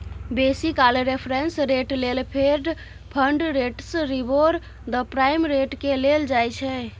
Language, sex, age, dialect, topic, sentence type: Maithili, female, 31-35, Bajjika, banking, statement